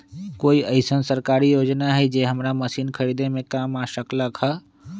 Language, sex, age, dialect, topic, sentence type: Magahi, male, 25-30, Western, agriculture, question